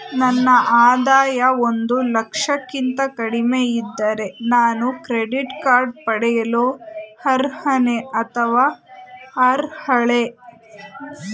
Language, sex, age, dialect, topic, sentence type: Kannada, female, 18-24, Mysore Kannada, banking, question